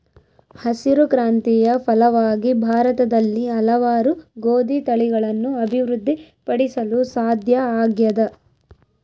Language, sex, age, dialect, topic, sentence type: Kannada, female, 25-30, Central, agriculture, statement